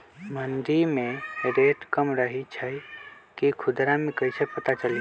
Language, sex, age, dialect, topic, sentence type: Magahi, male, 25-30, Western, agriculture, question